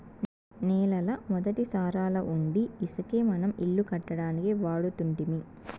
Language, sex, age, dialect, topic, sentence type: Telugu, female, 18-24, Southern, agriculture, statement